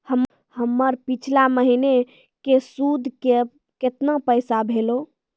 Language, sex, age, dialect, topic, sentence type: Maithili, female, 18-24, Angika, banking, question